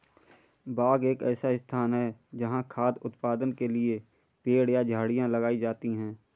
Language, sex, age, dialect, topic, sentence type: Hindi, male, 41-45, Awadhi Bundeli, agriculture, statement